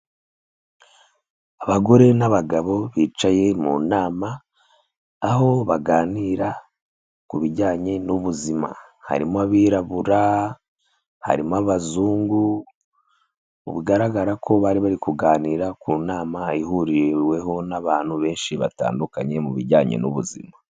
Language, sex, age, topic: Kinyarwanda, female, 25-35, health